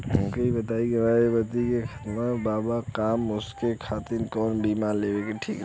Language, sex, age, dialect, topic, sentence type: Bhojpuri, male, 18-24, Western, banking, question